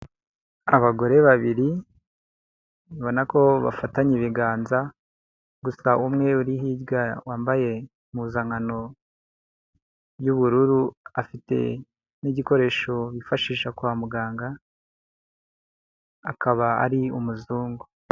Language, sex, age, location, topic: Kinyarwanda, male, 50+, Huye, health